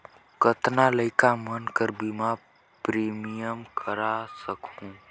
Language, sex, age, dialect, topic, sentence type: Chhattisgarhi, male, 18-24, Northern/Bhandar, banking, question